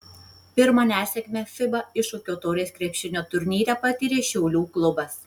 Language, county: Lithuanian, Tauragė